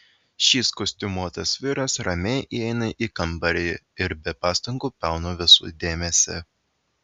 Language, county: Lithuanian, Vilnius